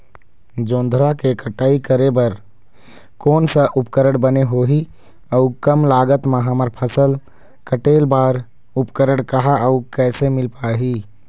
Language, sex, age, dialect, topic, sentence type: Chhattisgarhi, male, 25-30, Eastern, agriculture, question